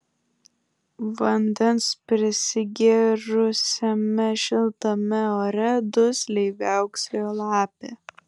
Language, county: Lithuanian, Klaipėda